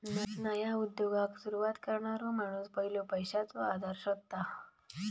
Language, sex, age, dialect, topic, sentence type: Marathi, female, 31-35, Southern Konkan, banking, statement